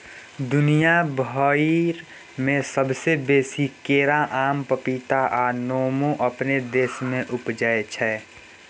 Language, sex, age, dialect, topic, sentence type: Maithili, female, 60-100, Bajjika, agriculture, statement